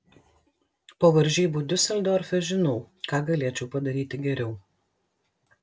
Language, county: Lithuanian, Klaipėda